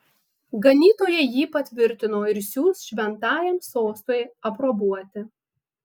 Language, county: Lithuanian, Marijampolė